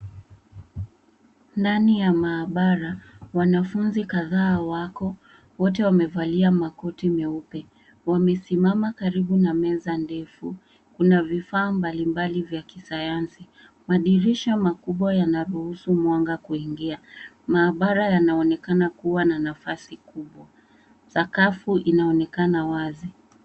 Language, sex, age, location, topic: Swahili, female, 18-24, Nairobi, education